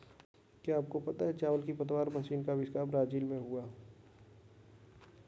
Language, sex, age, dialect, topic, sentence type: Hindi, male, 60-100, Kanauji Braj Bhasha, agriculture, statement